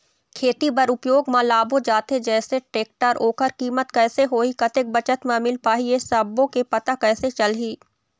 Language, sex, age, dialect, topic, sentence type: Chhattisgarhi, female, 18-24, Eastern, agriculture, question